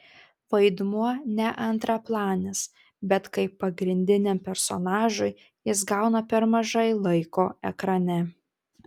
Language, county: Lithuanian, Tauragė